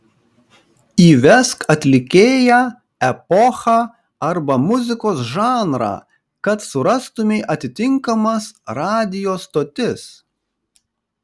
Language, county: Lithuanian, Kaunas